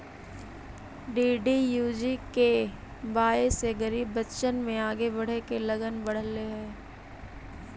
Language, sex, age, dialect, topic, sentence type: Magahi, female, 18-24, Central/Standard, agriculture, statement